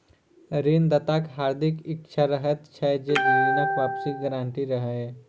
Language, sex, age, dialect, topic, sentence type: Maithili, female, 60-100, Southern/Standard, banking, statement